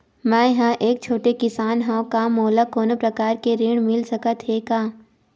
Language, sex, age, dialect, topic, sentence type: Chhattisgarhi, female, 18-24, Western/Budati/Khatahi, banking, question